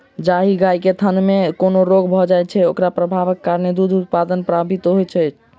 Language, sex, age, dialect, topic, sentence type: Maithili, male, 51-55, Southern/Standard, agriculture, statement